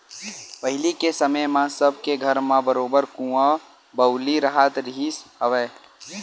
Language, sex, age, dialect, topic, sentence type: Chhattisgarhi, male, 18-24, Western/Budati/Khatahi, agriculture, statement